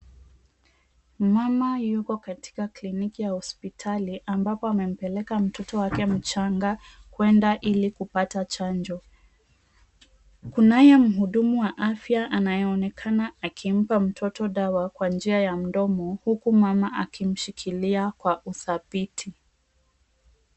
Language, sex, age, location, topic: Swahili, female, 25-35, Mombasa, health